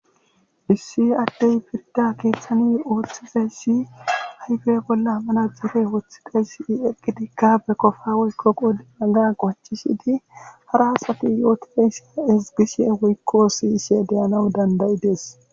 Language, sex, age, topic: Gamo, male, 36-49, government